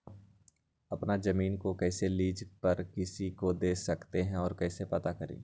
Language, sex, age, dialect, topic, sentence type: Magahi, male, 41-45, Western, agriculture, question